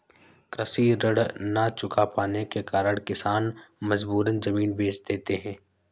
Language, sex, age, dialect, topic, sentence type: Hindi, male, 51-55, Awadhi Bundeli, agriculture, statement